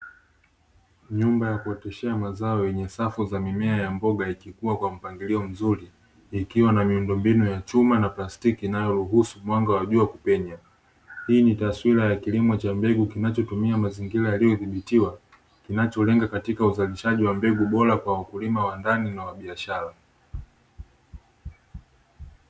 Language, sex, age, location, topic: Swahili, male, 18-24, Dar es Salaam, agriculture